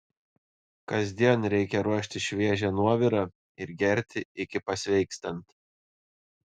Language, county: Lithuanian, Panevėžys